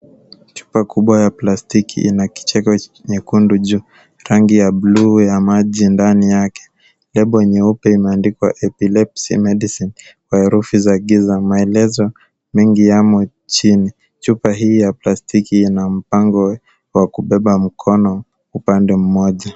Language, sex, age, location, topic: Swahili, male, 18-24, Kisumu, health